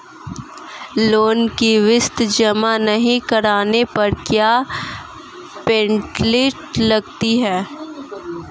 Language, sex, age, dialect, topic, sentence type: Hindi, female, 18-24, Marwari Dhudhari, banking, question